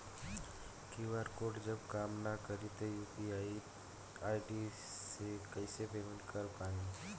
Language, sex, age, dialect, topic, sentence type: Bhojpuri, male, 18-24, Southern / Standard, banking, question